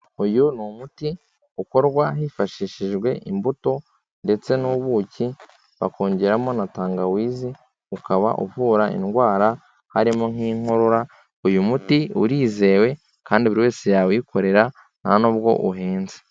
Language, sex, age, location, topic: Kinyarwanda, male, 18-24, Kigali, health